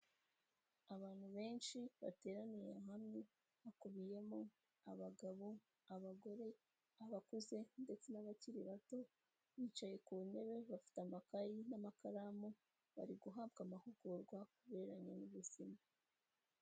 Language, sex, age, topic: Kinyarwanda, female, 18-24, health